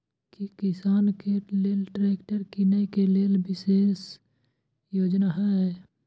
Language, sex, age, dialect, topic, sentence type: Maithili, male, 18-24, Bajjika, agriculture, statement